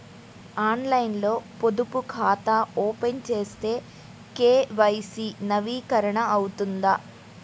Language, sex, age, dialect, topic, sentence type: Telugu, female, 18-24, Central/Coastal, banking, question